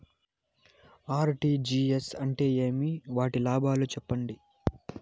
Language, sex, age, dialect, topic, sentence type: Telugu, male, 18-24, Southern, banking, question